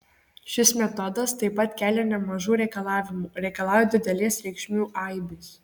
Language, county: Lithuanian, Marijampolė